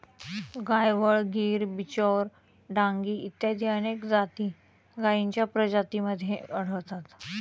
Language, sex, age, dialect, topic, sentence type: Marathi, female, 31-35, Standard Marathi, agriculture, statement